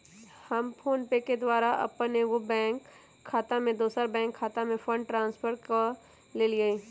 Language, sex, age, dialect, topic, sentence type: Magahi, male, 31-35, Western, banking, statement